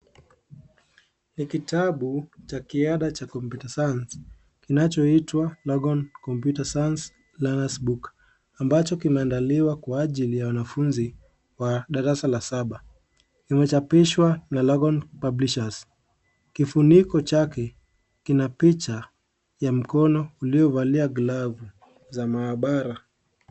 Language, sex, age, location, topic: Swahili, male, 18-24, Kisii, education